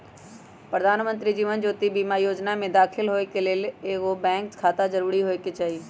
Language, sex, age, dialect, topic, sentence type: Magahi, male, 18-24, Western, banking, statement